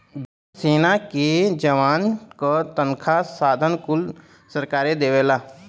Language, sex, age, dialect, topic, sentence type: Bhojpuri, male, 25-30, Western, banking, statement